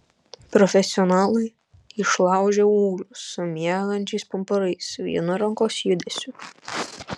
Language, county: Lithuanian, Panevėžys